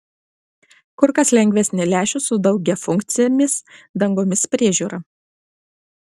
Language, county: Lithuanian, Klaipėda